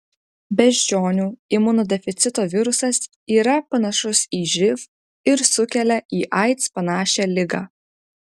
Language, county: Lithuanian, Utena